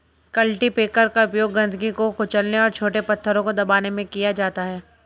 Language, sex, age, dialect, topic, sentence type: Hindi, female, 25-30, Hindustani Malvi Khadi Boli, agriculture, statement